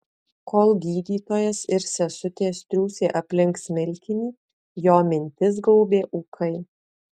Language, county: Lithuanian, Alytus